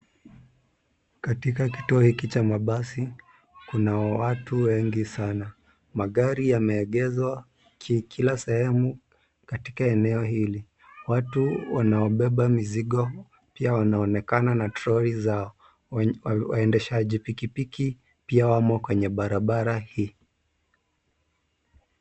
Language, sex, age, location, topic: Swahili, male, 25-35, Nairobi, government